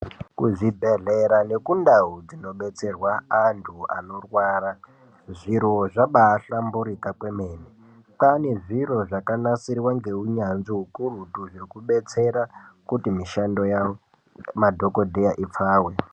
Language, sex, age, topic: Ndau, male, 18-24, health